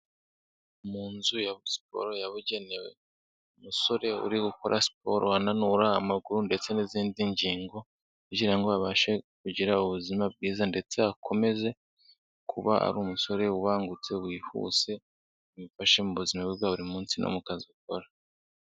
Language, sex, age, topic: Kinyarwanda, male, 18-24, health